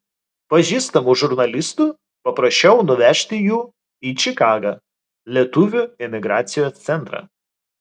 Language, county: Lithuanian, Vilnius